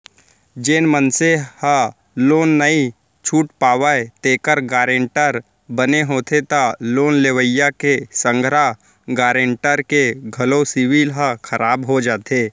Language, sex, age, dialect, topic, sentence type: Chhattisgarhi, male, 18-24, Central, banking, statement